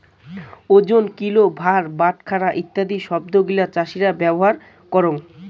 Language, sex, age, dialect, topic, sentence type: Bengali, male, 18-24, Rajbangshi, agriculture, statement